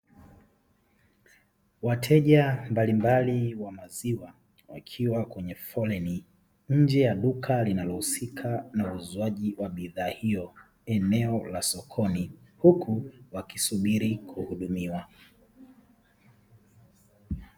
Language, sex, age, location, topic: Swahili, male, 36-49, Dar es Salaam, finance